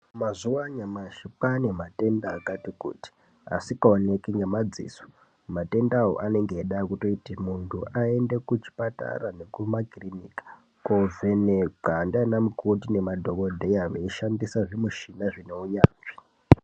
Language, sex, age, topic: Ndau, male, 18-24, health